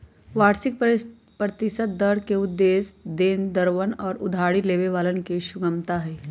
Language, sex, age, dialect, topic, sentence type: Magahi, male, 25-30, Western, banking, statement